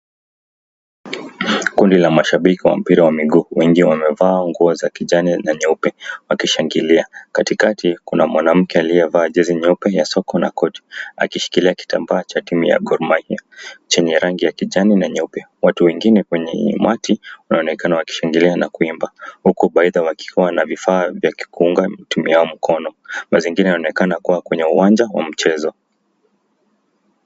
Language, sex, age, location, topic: Swahili, male, 25-35, Nakuru, government